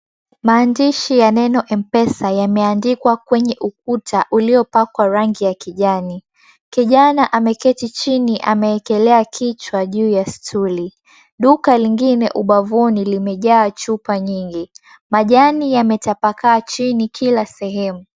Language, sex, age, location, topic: Swahili, female, 18-24, Mombasa, finance